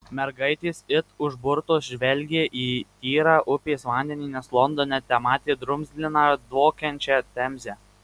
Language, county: Lithuanian, Marijampolė